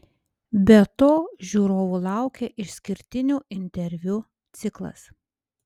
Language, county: Lithuanian, Panevėžys